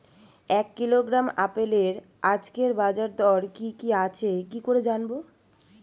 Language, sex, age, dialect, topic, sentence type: Bengali, female, 18-24, Standard Colloquial, agriculture, question